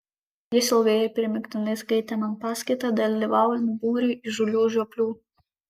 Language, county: Lithuanian, Kaunas